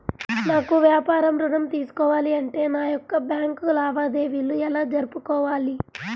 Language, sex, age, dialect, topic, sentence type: Telugu, female, 46-50, Central/Coastal, banking, question